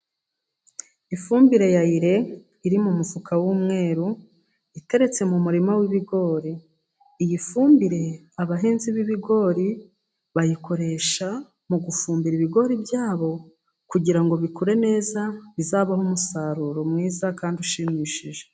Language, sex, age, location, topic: Kinyarwanda, female, 36-49, Musanze, agriculture